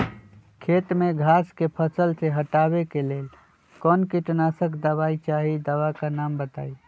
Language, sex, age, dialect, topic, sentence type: Magahi, male, 25-30, Western, agriculture, question